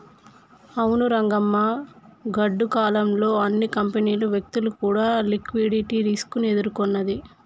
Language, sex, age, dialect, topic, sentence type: Telugu, male, 25-30, Telangana, banking, statement